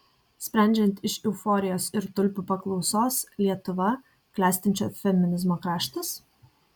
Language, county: Lithuanian, Kaunas